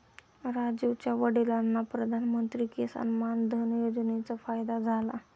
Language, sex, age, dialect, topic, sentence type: Marathi, male, 25-30, Standard Marathi, agriculture, statement